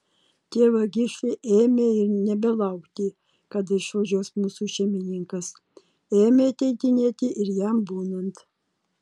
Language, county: Lithuanian, Utena